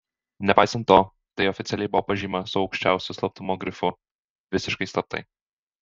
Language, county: Lithuanian, Alytus